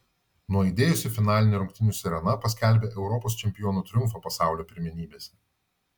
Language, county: Lithuanian, Vilnius